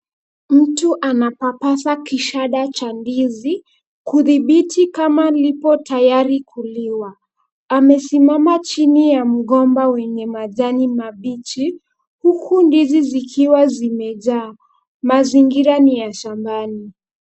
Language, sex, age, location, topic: Swahili, female, 25-35, Kisumu, agriculture